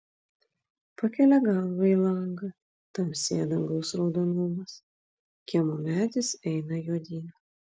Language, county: Lithuanian, Vilnius